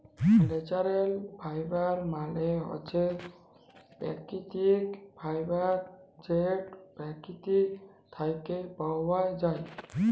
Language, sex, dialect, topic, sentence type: Bengali, male, Jharkhandi, agriculture, statement